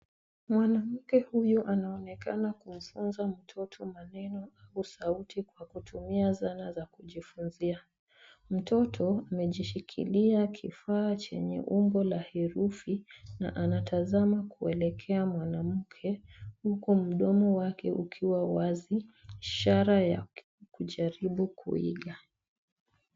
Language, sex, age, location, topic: Swahili, female, 25-35, Nairobi, education